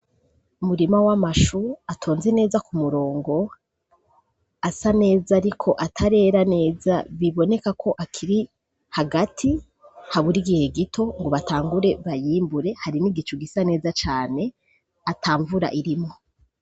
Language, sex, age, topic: Rundi, female, 25-35, agriculture